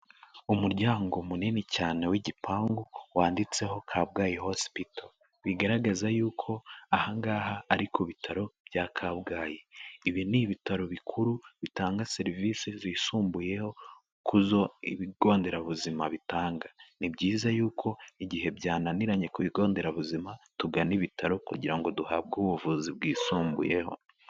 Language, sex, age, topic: Kinyarwanda, male, 18-24, health